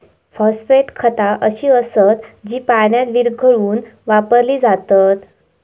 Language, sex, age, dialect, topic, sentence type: Marathi, female, 18-24, Southern Konkan, agriculture, statement